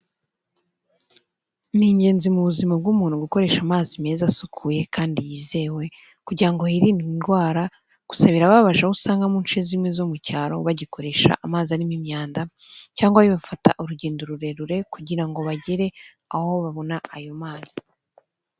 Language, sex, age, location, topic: Kinyarwanda, female, 18-24, Kigali, health